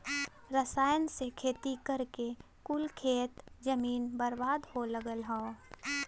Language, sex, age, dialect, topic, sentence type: Bhojpuri, female, 18-24, Western, agriculture, statement